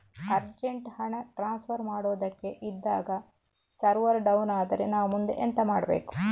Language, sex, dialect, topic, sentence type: Kannada, female, Coastal/Dakshin, banking, question